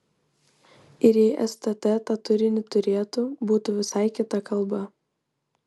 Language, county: Lithuanian, Vilnius